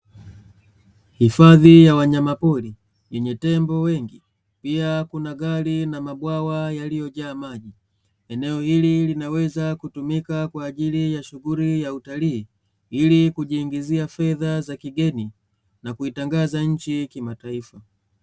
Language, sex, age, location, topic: Swahili, male, 25-35, Dar es Salaam, agriculture